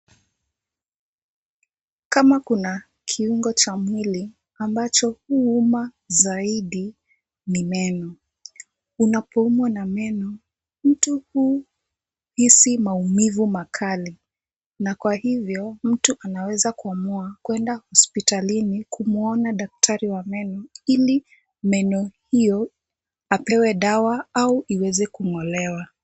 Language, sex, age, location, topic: Swahili, female, 18-24, Kisumu, health